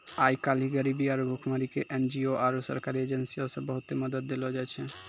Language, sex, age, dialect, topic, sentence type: Maithili, male, 18-24, Angika, banking, statement